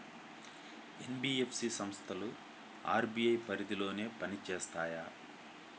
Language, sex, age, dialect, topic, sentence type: Telugu, male, 25-30, Central/Coastal, banking, question